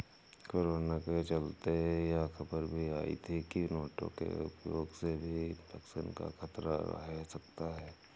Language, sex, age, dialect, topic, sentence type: Hindi, male, 56-60, Awadhi Bundeli, banking, statement